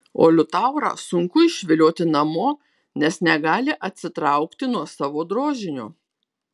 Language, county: Lithuanian, Kaunas